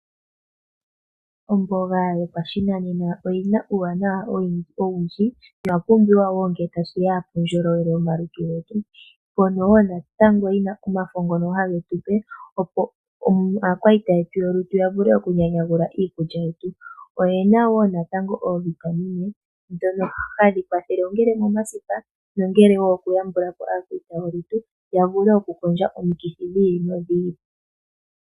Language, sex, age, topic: Oshiwambo, female, 25-35, agriculture